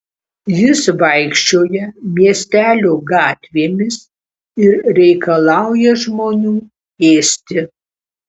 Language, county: Lithuanian, Kaunas